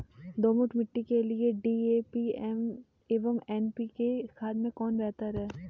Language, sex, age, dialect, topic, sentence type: Hindi, female, 18-24, Kanauji Braj Bhasha, agriculture, question